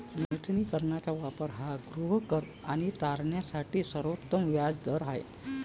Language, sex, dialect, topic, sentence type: Marathi, male, Varhadi, banking, statement